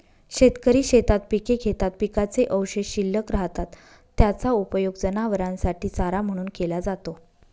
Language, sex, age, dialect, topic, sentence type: Marathi, female, 31-35, Northern Konkan, agriculture, statement